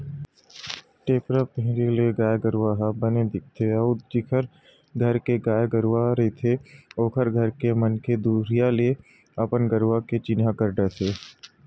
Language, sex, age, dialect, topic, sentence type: Chhattisgarhi, male, 18-24, Western/Budati/Khatahi, agriculture, statement